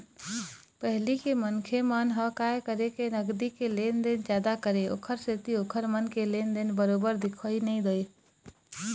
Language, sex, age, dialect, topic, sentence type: Chhattisgarhi, female, 25-30, Eastern, banking, statement